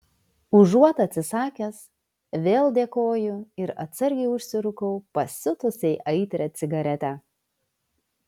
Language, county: Lithuanian, Vilnius